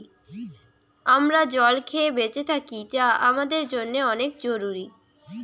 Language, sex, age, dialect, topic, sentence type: Bengali, female, <18, Western, agriculture, statement